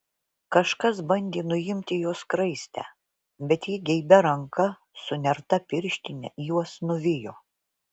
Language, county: Lithuanian, Vilnius